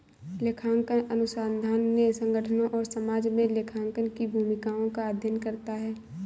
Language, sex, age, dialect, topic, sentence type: Hindi, female, 18-24, Awadhi Bundeli, banking, statement